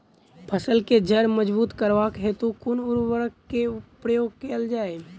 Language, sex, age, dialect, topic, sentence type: Maithili, male, 18-24, Southern/Standard, agriculture, question